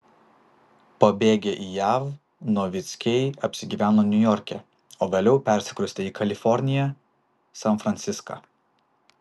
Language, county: Lithuanian, Vilnius